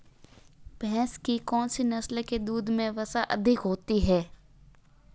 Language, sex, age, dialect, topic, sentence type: Hindi, female, 18-24, Marwari Dhudhari, agriculture, question